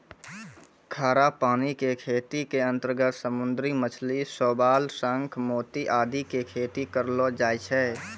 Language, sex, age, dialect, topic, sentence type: Maithili, female, 25-30, Angika, agriculture, statement